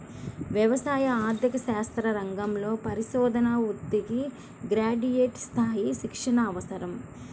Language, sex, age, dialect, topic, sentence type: Telugu, female, 31-35, Central/Coastal, banking, statement